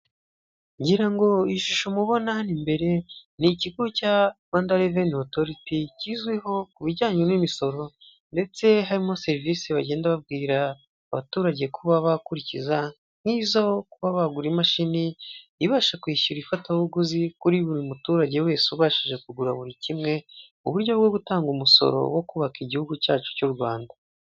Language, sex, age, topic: Kinyarwanda, male, 18-24, government